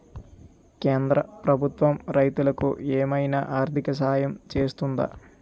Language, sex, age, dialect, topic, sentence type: Telugu, male, 25-30, Utterandhra, agriculture, question